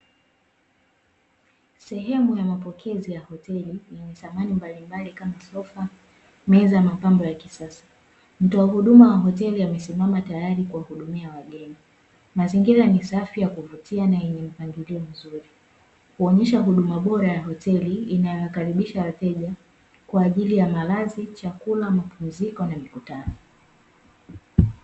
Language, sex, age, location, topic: Swahili, female, 18-24, Dar es Salaam, finance